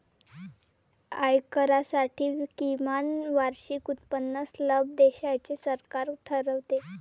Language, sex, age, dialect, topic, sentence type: Marathi, female, 18-24, Varhadi, banking, statement